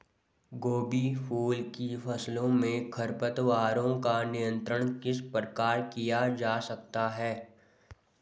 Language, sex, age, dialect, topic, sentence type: Hindi, male, 18-24, Garhwali, agriculture, question